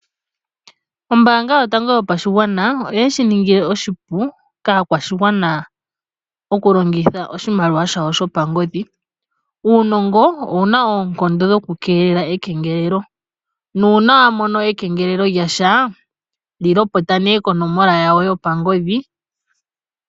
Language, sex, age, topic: Oshiwambo, female, 25-35, finance